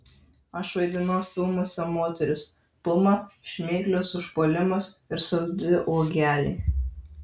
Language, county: Lithuanian, Marijampolė